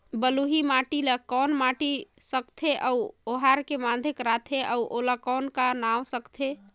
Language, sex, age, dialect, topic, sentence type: Chhattisgarhi, female, 25-30, Northern/Bhandar, agriculture, question